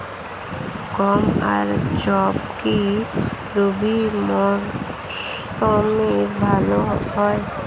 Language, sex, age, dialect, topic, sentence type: Bengali, female, 60-100, Standard Colloquial, agriculture, question